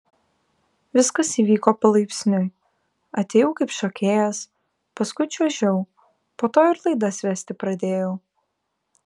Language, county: Lithuanian, Kaunas